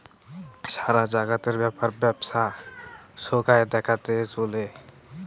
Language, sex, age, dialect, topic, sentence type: Bengali, male, 60-100, Rajbangshi, banking, statement